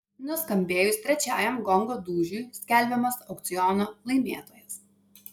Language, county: Lithuanian, Vilnius